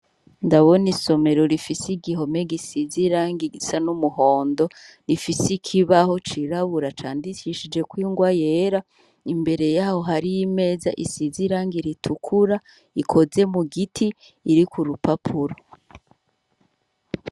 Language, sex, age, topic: Rundi, female, 36-49, education